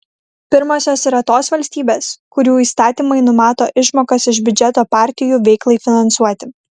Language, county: Lithuanian, Kaunas